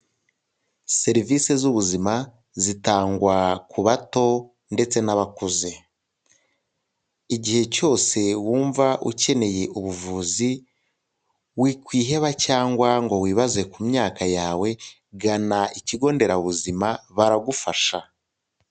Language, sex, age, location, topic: Kinyarwanda, male, 25-35, Huye, health